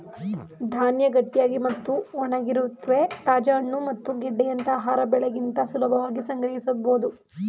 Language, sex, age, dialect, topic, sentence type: Kannada, female, 31-35, Mysore Kannada, agriculture, statement